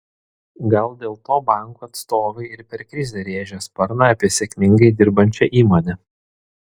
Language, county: Lithuanian, Vilnius